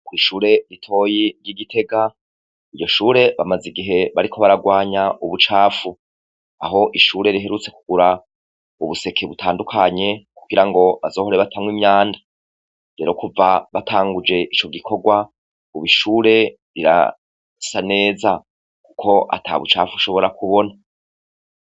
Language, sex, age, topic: Rundi, male, 36-49, education